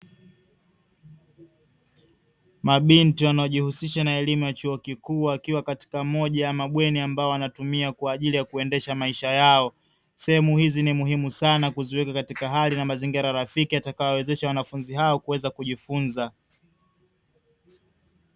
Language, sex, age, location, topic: Swahili, male, 18-24, Dar es Salaam, education